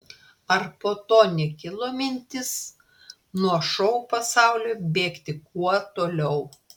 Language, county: Lithuanian, Klaipėda